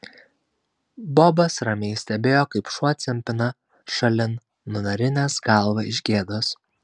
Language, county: Lithuanian, Kaunas